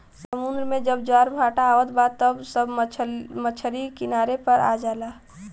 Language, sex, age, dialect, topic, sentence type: Bhojpuri, female, 18-24, Western, agriculture, statement